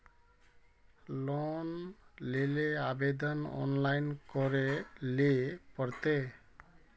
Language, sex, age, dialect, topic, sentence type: Magahi, male, 31-35, Northeastern/Surjapuri, banking, question